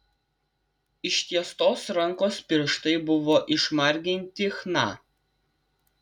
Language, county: Lithuanian, Vilnius